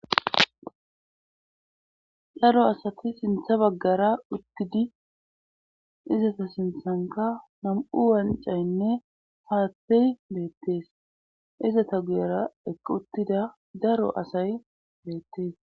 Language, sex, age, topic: Gamo, female, 25-35, government